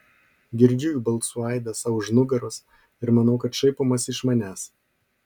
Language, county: Lithuanian, Marijampolė